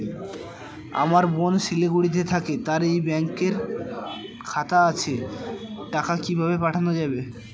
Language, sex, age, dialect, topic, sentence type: Bengali, male, 18-24, Northern/Varendri, banking, question